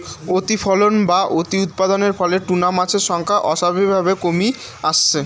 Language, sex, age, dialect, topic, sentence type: Bengali, male, 18-24, Rajbangshi, agriculture, statement